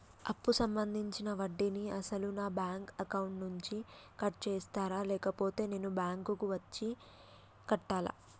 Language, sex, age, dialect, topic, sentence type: Telugu, female, 25-30, Telangana, banking, question